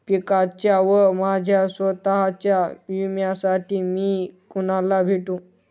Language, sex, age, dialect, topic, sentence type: Marathi, male, 31-35, Northern Konkan, agriculture, question